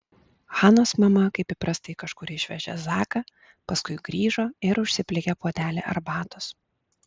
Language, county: Lithuanian, Klaipėda